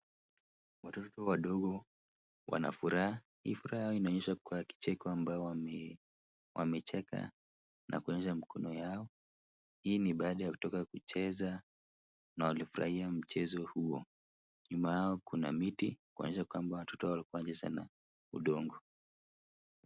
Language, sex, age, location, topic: Swahili, male, 25-35, Nakuru, health